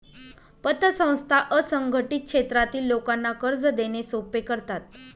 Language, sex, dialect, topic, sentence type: Marathi, female, Northern Konkan, banking, statement